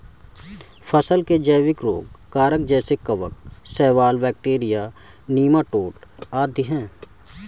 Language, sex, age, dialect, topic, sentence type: Hindi, male, 18-24, Kanauji Braj Bhasha, agriculture, statement